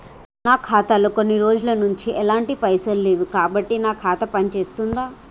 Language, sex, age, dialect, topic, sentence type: Telugu, female, 18-24, Telangana, banking, question